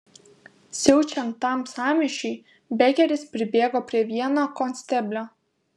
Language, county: Lithuanian, Kaunas